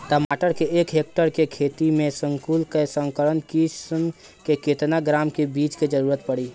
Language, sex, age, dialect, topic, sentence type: Bhojpuri, male, 18-24, Southern / Standard, agriculture, question